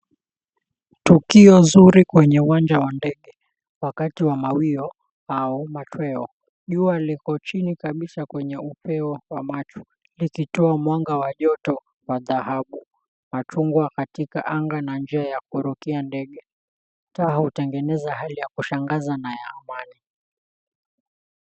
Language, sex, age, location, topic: Swahili, male, 18-24, Mombasa, government